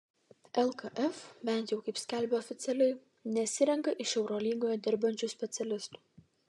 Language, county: Lithuanian, Vilnius